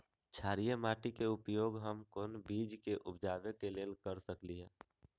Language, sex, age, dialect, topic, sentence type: Magahi, male, 18-24, Western, agriculture, question